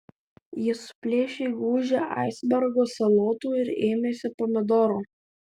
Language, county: Lithuanian, Vilnius